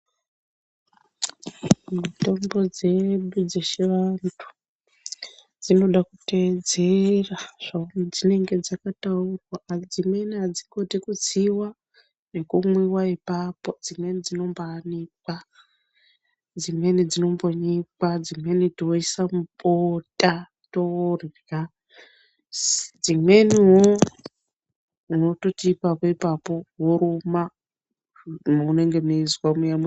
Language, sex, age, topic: Ndau, female, 36-49, health